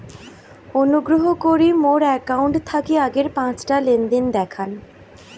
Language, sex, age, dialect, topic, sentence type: Bengali, female, 18-24, Rajbangshi, banking, statement